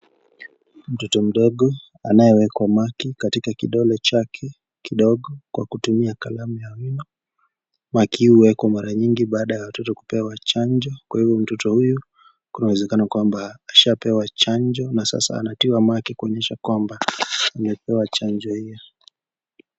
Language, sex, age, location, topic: Swahili, male, 25-35, Kisii, health